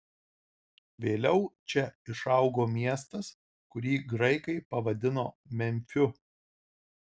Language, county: Lithuanian, Marijampolė